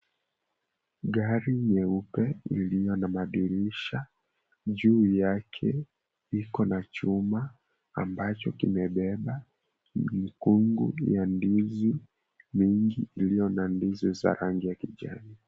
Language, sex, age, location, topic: Swahili, male, 18-24, Mombasa, agriculture